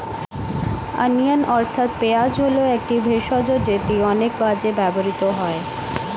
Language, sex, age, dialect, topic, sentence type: Bengali, female, 18-24, Standard Colloquial, agriculture, statement